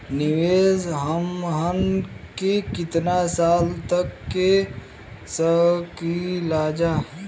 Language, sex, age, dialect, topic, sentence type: Bhojpuri, male, 25-30, Western, banking, question